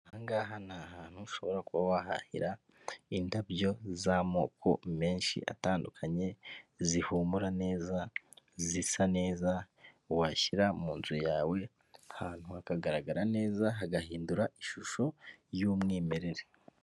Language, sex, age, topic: Kinyarwanda, male, 25-35, finance